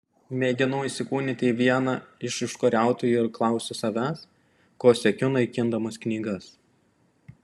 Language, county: Lithuanian, Panevėžys